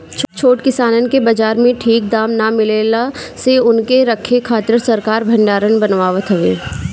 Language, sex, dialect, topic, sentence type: Bhojpuri, female, Northern, agriculture, statement